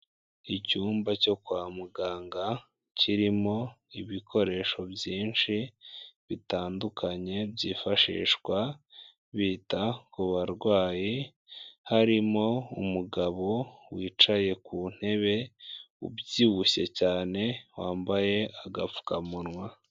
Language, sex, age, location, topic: Kinyarwanda, female, 25-35, Kigali, health